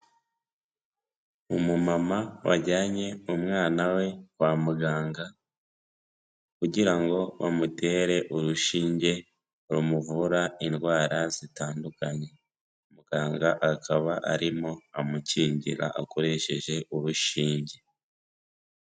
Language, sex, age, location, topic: Kinyarwanda, female, 18-24, Kigali, health